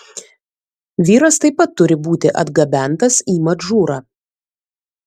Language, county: Lithuanian, Vilnius